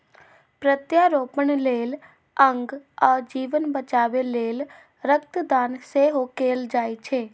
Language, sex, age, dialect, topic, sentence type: Maithili, female, 18-24, Eastern / Thethi, banking, statement